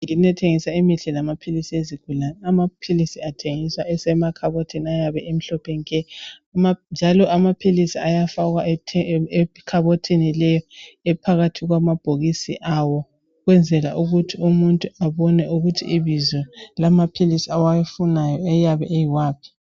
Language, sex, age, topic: North Ndebele, female, 25-35, health